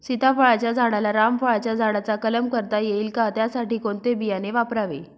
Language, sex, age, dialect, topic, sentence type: Marathi, female, 36-40, Northern Konkan, agriculture, question